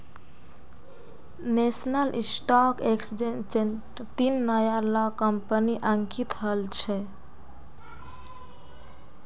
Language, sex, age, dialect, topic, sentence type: Magahi, female, 51-55, Northeastern/Surjapuri, banking, statement